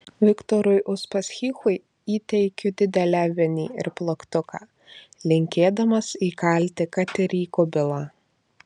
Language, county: Lithuanian, Marijampolė